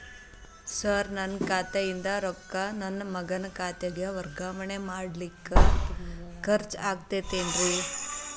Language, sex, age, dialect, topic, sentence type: Kannada, female, 18-24, Dharwad Kannada, banking, question